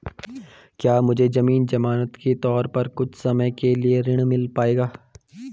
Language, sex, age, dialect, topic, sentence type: Hindi, male, 18-24, Garhwali, banking, question